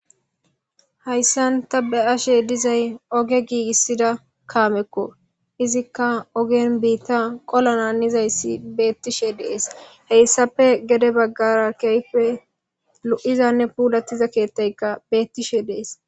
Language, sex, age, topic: Gamo, male, 18-24, government